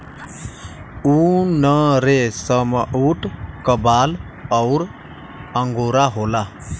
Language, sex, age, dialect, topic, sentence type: Bhojpuri, male, 25-30, Western, agriculture, statement